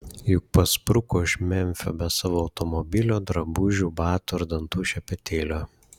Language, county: Lithuanian, Šiauliai